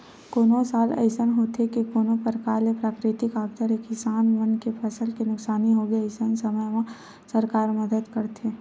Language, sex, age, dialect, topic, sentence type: Chhattisgarhi, female, 18-24, Western/Budati/Khatahi, banking, statement